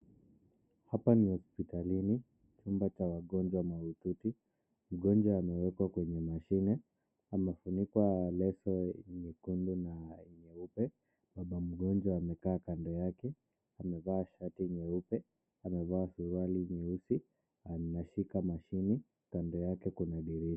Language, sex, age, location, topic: Swahili, male, 25-35, Nakuru, health